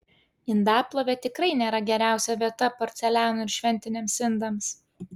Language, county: Lithuanian, Klaipėda